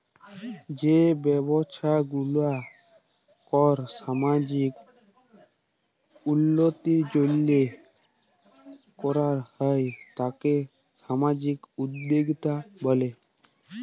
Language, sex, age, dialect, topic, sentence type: Bengali, male, 18-24, Jharkhandi, banking, statement